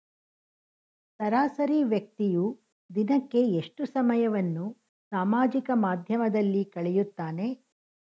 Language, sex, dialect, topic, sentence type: Kannada, female, Mysore Kannada, banking, question